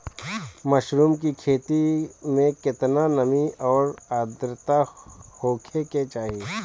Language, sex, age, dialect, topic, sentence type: Bhojpuri, male, 25-30, Northern, agriculture, question